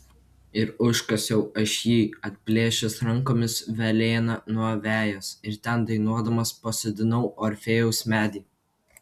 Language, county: Lithuanian, Kaunas